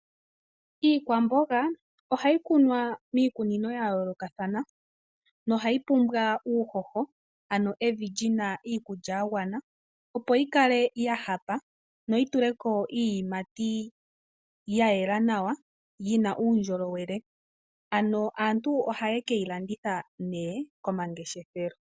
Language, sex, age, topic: Oshiwambo, female, 25-35, agriculture